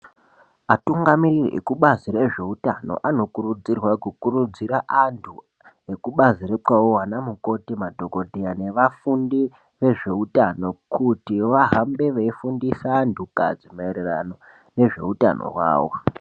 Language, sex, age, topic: Ndau, male, 18-24, health